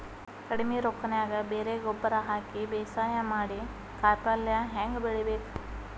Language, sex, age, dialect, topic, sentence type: Kannada, female, 31-35, Dharwad Kannada, agriculture, question